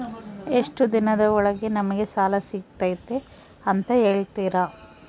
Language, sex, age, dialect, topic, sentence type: Kannada, female, 31-35, Central, banking, question